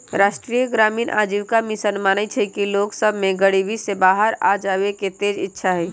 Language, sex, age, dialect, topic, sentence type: Magahi, male, 18-24, Western, banking, statement